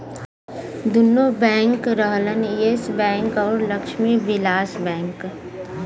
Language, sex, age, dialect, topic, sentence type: Bhojpuri, female, 25-30, Western, banking, statement